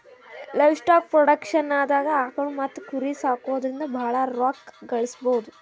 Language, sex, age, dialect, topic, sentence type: Kannada, female, 18-24, Northeastern, agriculture, statement